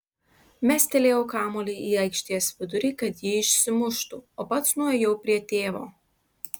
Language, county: Lithuanian, Klaipėda